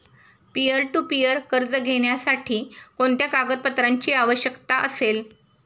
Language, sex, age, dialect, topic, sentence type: Marathi, female, 51-55, Standard Marathi, banking, statement